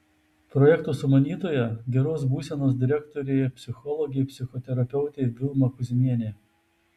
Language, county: Lithuanian, Tauragė